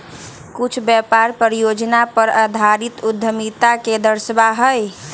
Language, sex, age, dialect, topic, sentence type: Magahi, female, 18-24, Western, banking, statement